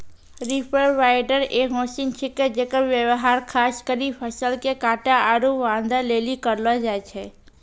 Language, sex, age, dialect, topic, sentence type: Maithili, female, 18-24, Angika, agriculture, statement